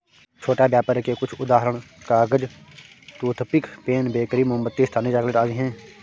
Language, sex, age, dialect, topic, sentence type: Hindi, male, 25-30, Awadhi Bundeli, banking, statement